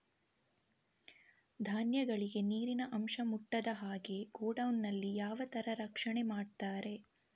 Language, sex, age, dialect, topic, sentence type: Kannada, female, 18-24, Coastal/Dakshin, agriculture, question